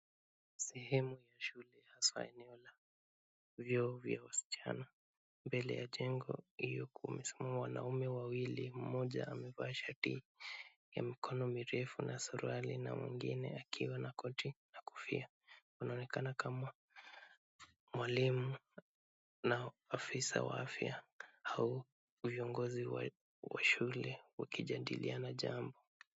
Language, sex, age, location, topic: Swahili, male, 25-35, Kisumu, health